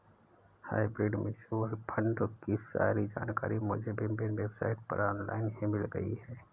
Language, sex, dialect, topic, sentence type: Hindi, male, Awadhi Bundeli, banking, statement